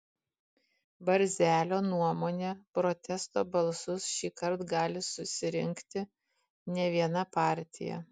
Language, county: Lithuanian, Kaunas